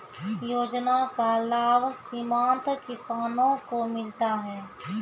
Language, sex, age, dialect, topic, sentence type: Maithili, female, 25-30, Angika, agriculture, question